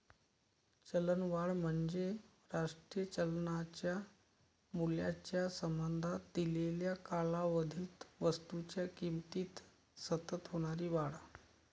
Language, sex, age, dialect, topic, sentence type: Marathi, male, 31-35, Varhadi, banking, statement